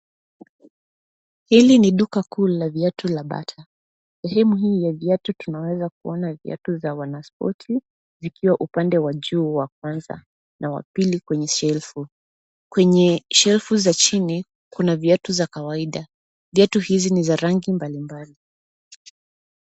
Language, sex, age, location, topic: Swahili, female, 25-35, Nairobi, finance